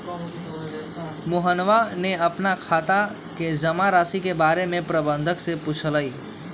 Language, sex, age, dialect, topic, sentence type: Magahi, male, 18-24, Western, banking, statement